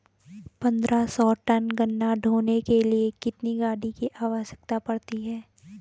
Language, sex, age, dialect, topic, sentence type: Hindi, female, 18-24, Garhwali, agriculture, question